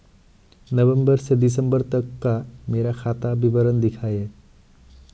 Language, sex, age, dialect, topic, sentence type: Hindi, male, 18-24, Marwari Dhudhari, banking, question